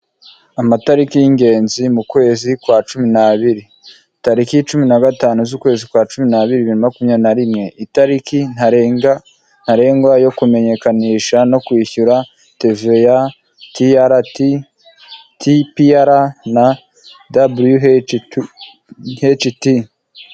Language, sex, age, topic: Kinyarwanda, male, 25-35, government